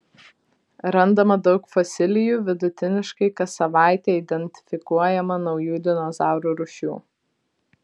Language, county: Lithuanian, Vilnius